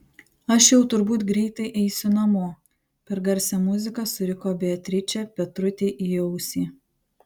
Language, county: Lithuanian, Panevėžys